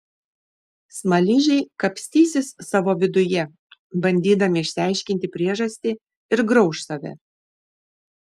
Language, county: Lithuanian, Šiauliai